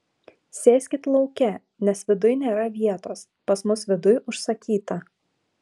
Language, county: Lithuanian, Klaipėda